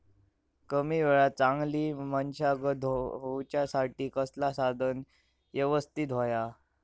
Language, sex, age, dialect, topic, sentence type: Marathi, male, 18-24, Southern Konkan, agriculture, question